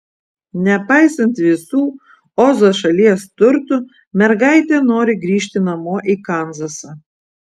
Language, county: Lithuanian, Vilnius